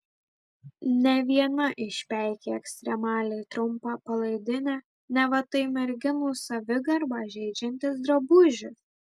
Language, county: Lithuanian, Marijampolė